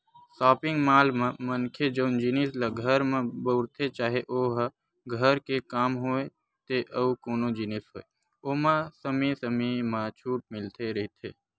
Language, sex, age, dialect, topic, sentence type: Chhattisgarhi, male, 18-24, Western/Budati/Khatahi, banking, statement